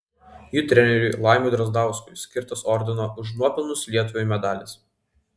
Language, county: Lithuanian, Vilnius